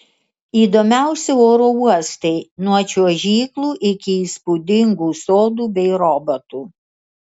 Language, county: Lithuanian, Kaunas